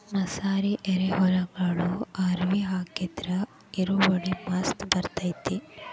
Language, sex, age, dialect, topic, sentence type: Kannada, female, 18-24, Dharwad Kannada, agriculture, statement